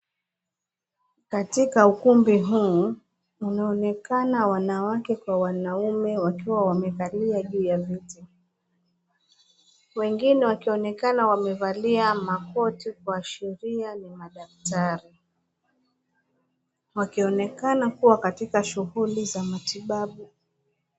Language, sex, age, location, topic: Swahili, female, 25-35, Mombasa, health